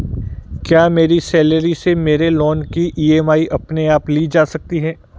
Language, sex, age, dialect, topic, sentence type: Hindi, male, 41-45, Marwari Dhudhari, banking, question